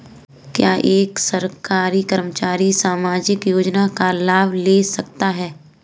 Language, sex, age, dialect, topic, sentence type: Hindi, female, 25-30, Kanauji Braj Bhasha, banking, question